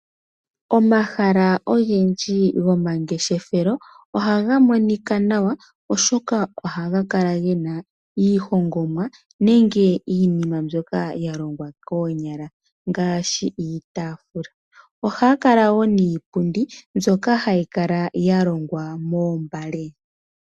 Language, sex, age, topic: Oshiwambo, female, 18-24, agriculture